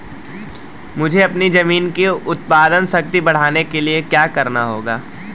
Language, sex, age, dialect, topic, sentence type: Hindi, male, 18-24, Marwari Dhudhari, agriculture, question